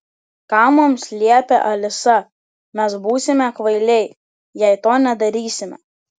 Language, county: Lithuanian, Telšiai